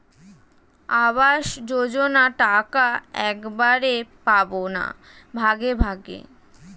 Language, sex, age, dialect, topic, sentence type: Bengali, female, 36-40, Standard Colloquial, banking, question